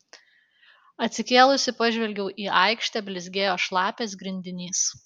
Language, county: Lithuanian, Alytus